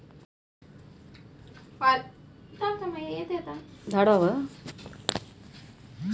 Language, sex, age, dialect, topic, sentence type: Kannada, female, 18-24, Mysore Kannada, agriculture, statement